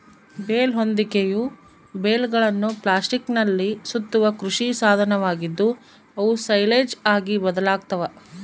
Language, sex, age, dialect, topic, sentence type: Kannada, female, 25-30, Central, agriculture, statement